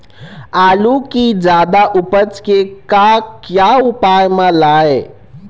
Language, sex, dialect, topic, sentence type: Chhattisgarhi, male, Eastern, agriculture, question